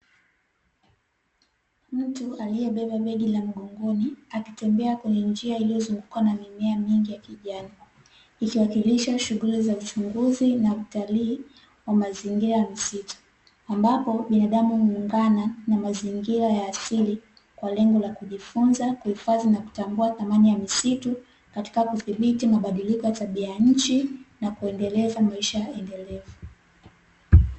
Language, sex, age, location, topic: Swahili, female, 18-24, Dar es Salaam, agriculture